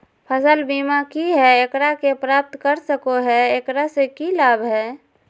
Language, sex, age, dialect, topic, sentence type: Magahi, female, 46-50, Southern, agriculture, question